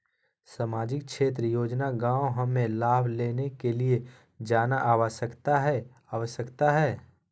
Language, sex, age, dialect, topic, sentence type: Magahi, male, 18-24, Southern, banking, question